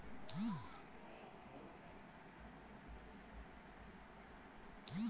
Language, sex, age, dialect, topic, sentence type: Marathi, female, 31-35, Varhadi, banking, question